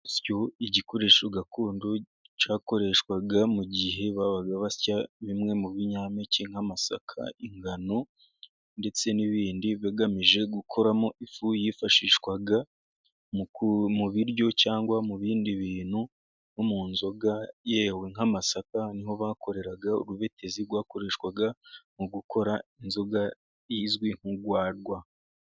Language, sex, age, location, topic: Kinyarwanda, male, 18-24, Musanze, government